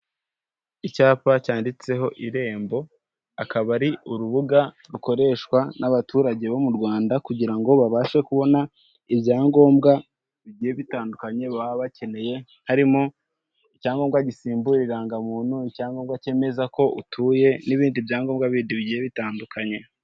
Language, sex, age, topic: Kinyarwanda, male, 18-24, government